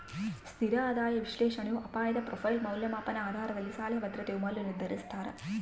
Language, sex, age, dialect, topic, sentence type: Kannada, female, 18-24, Central, banking, statement